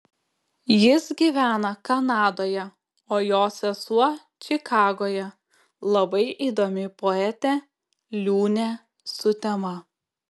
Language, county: Lithuanian, Klaipėda